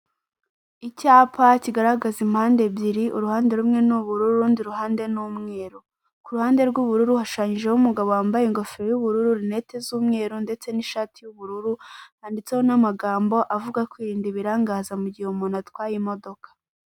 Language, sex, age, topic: Kinyarwanda, female, 18-24, finance